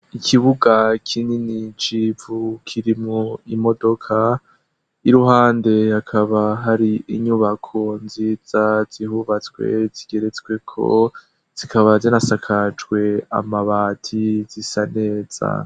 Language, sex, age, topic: Rundi, male, 18-24, education